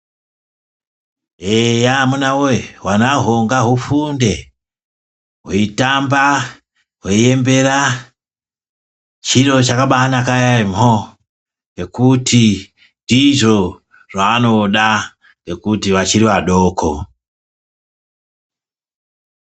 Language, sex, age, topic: Ndau, female, 25-35, education